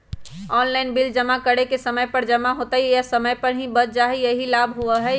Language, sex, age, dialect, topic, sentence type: Magahi, male, 18-24, Western, banking, question